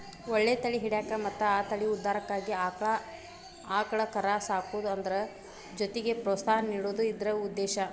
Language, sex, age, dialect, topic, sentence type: Kannada, female, 25-30, Dharwad Kannada, agriculture, statement